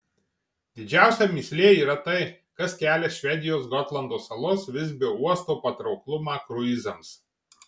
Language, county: Lithuanian, Marijampolė